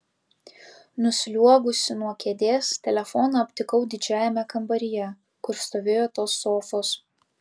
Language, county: Lithuanian, Vilnius